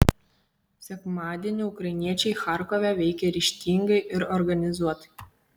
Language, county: Lithuanian, Kaunas